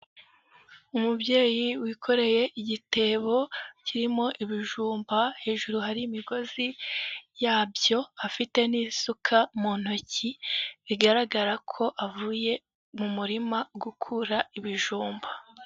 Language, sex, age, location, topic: Kinyarwanda, female, 18-24, Huye, health